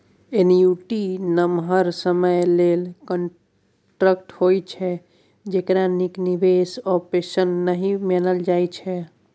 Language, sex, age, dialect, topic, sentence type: Maithili, male, 18-24, Bajjika, banking, statement